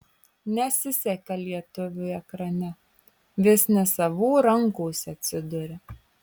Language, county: Lithuanian, Marijampolė